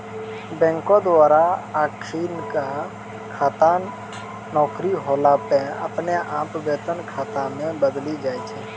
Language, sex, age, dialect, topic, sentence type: Maithili, male, 18-24, Angika, banking, statement